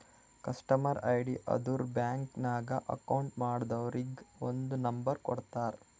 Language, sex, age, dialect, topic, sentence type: Kannada, male, 18-24, Northeastern, banking, statement